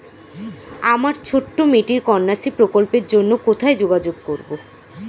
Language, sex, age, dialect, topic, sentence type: Bengali, female, 18-24, Standard Colloquial, banking, question